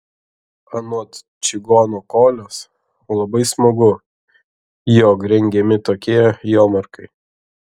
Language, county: Lithuanian, Šiauliai